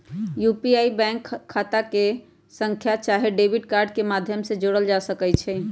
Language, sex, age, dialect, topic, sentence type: Magahi, male, 31-35, Western, banking, statement